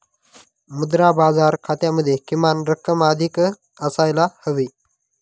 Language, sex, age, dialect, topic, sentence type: Marathi, male, 36-40, Northern Konkan, banking, statement